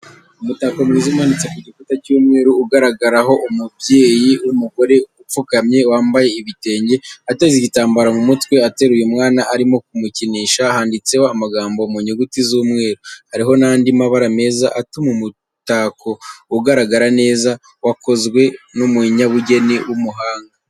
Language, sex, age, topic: Kinyarwanda, male, 25-35, education